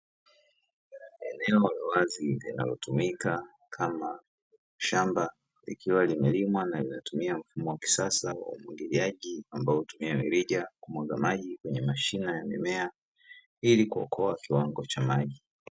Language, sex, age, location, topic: Swahili, male, 36-49, Dar es Salaam, agriculture